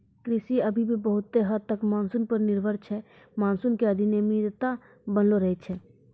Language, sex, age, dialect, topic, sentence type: Maithili, female, 18-24, Angika, agriculture, statement